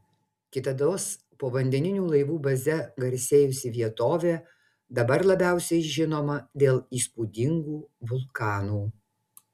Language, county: Lithuanian, Utena